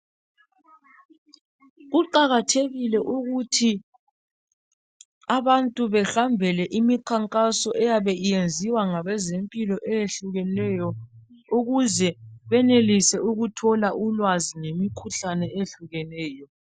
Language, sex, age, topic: North Ndebele, female, 36-49, health